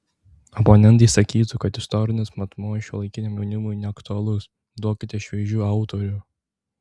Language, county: Lithuanian, Tauragė